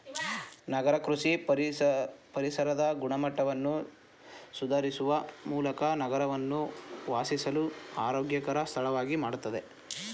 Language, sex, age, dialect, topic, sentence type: Kannada, male, 18-24, Mysore Kannada, agriculture, statement